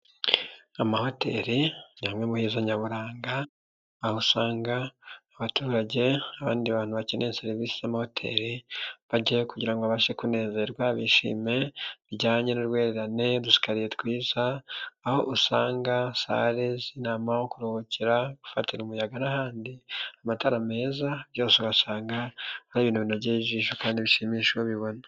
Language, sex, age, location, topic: Kinyarwanda, male, 25-35, Nyagatare, finance